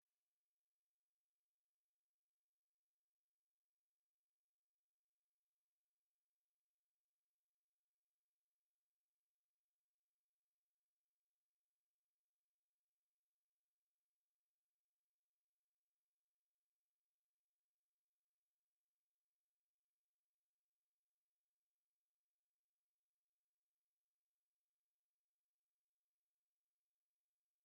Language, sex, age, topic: Kinyarwanda, male, 18-24, education